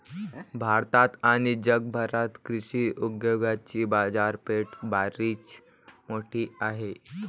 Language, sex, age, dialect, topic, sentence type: Marathi, male, 18-24, Varhadi, agriculture, statement